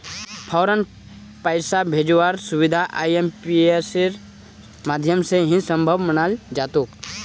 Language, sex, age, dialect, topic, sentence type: Magahi, male, 18-24, Northeastern/Surjapuri, banking, statement